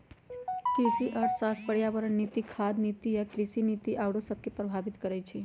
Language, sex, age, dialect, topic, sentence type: Magahi, female, 46-50, Western, banking, statement